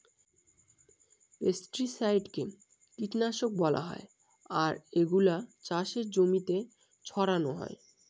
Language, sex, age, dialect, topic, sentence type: Bengali, male, 18-24, Northern/Varendri, agriculture, statement